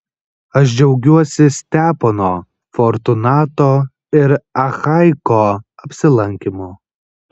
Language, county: Lithuanian, Kaunas